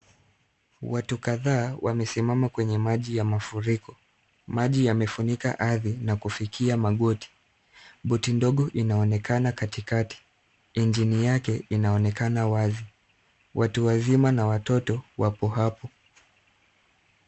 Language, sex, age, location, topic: Swahili, male, 50+, Nairobi, health